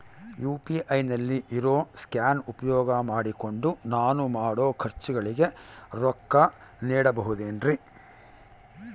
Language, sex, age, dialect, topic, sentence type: Kannada, male, 51-55, Central, banking, question